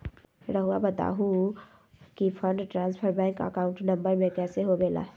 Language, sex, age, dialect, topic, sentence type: Magahi, female, 60-100, Southern, banking, question